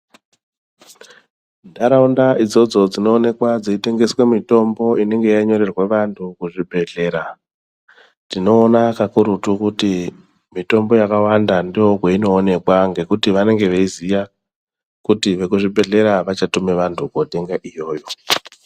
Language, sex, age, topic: Ndau, male, 25-35, health